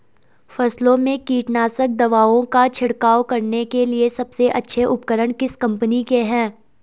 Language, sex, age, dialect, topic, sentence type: Hindi, female, 18-24, Garhwali, agriculture, question